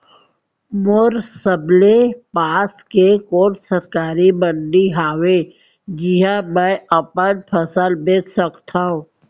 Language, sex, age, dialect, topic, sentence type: Chhattisgarhi, female, 18-24, Central, agriculture, question